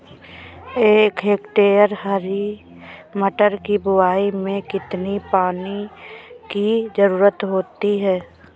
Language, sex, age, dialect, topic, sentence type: Hindi, female, 25-30, Awadhi Bundeli, agriculture, question